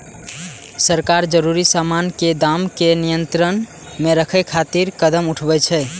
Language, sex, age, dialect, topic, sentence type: Maithili, male, 18-24, Eastern / Thethi, agriculture, statement